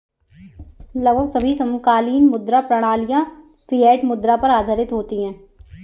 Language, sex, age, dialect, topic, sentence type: Hindi, female, 18-24, Kanauji Braj Bhasha, banking, statement